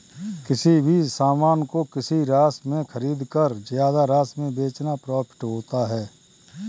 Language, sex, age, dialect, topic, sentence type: Hindi, male, 31-35, Kanauji Braj Bhasha, banking, statement